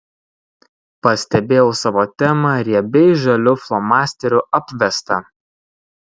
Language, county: Lithuanian, Kaunas